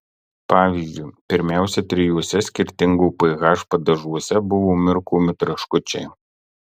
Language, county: Lithuanian, Marijampolė